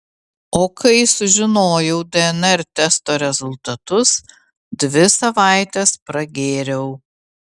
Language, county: Lithuanian, Vilnius